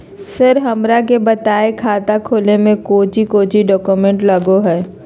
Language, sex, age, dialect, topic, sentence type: Magahi, female, 25-30, Southern, banking, question